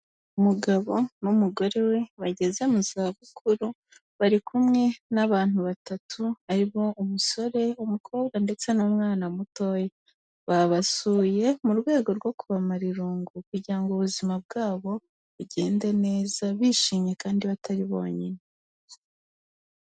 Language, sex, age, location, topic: Kinyarwanda, female, 18-24, Kigali, health